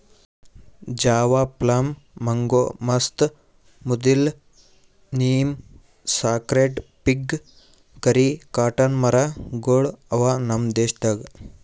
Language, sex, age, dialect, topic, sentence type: Kannada, male, 18-24, Northeastern, agriculture, statement